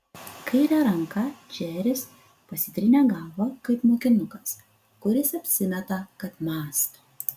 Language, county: Lithuanian, Utena